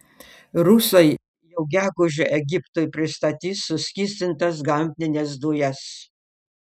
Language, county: Lithuanian, Panevėžys